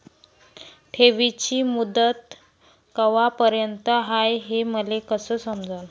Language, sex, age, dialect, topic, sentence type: Marathi, female, 25-30, Varhadi, banking, question